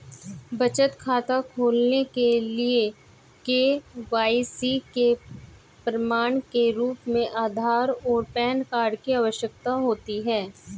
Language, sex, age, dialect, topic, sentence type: Hindi, male, 25-30, Hindustani Malvi Khadi Boli, banking, statement